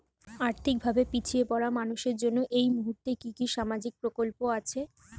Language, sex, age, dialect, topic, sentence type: Bengali, female, 25-30, Standard Colloquial, banking, question